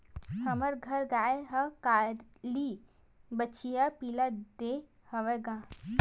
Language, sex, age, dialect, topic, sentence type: Chhattisgarhi, female, 60-100, Western/Budati/Khatahi, agriculture, statement